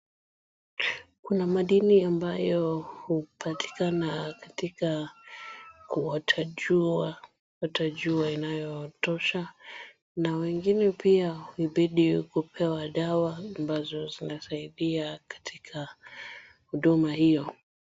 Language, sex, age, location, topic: Swahili, female, 25-35, Wajir, health